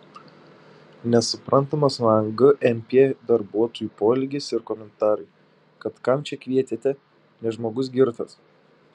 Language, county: Lithuanian, Šiauliai